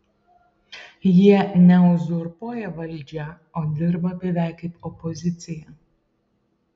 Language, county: Lithuanian, Šiauliai